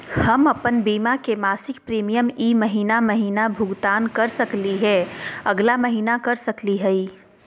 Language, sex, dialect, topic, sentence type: Magahi, female, Southern, banking, question